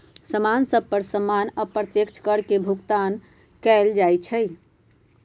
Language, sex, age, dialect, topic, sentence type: Magahi, female, 46-50, Western, banking, statement